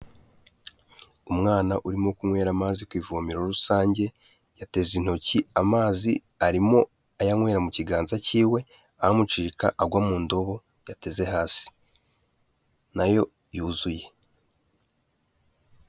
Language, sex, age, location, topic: Kinyarwanda, male, 18-24, Kigali, health